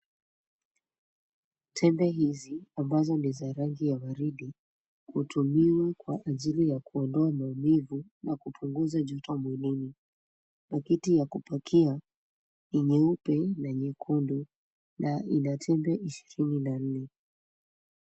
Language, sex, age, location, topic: Swahili, female, 25-35, Nairobi, health